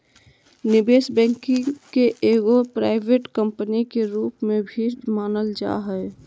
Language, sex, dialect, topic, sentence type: Magahi, female, Southern, banking, statement